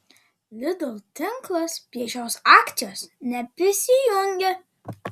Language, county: Lithuanian, Vilnius